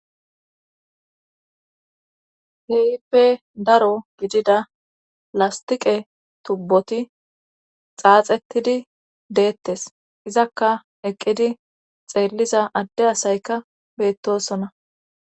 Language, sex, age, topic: Gamo, female, 25-35, government